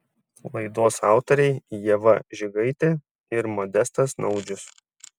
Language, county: Lithuanian, Šiauliai